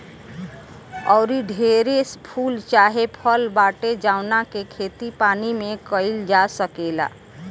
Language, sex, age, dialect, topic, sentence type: Bhojpuri, female, 18-24, Southern / Standard, agriculture, statement